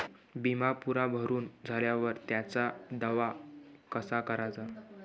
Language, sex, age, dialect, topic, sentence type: Marathi, male, 25-30, Varhadi, banking, question